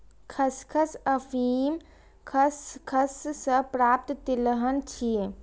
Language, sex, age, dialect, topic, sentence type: Maithili, female, 18-24, Eastern / Thethi, agriculture, statement